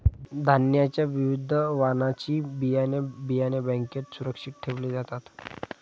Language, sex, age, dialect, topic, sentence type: Marathi, male, 25-30, Standard Marathi, agriculture, statement